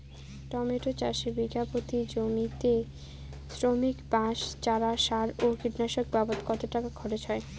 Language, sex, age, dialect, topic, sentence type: Bengali, female, 18-24, Rajbangshi, agriculture, question